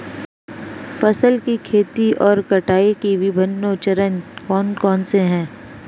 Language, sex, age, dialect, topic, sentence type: Hindi, female, 25-30, Marwari Dhudhari, agriculture, question